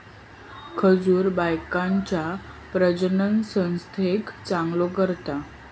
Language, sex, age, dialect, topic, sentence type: Marathi, female, 18-24, Southern Konkan, agriculture, statement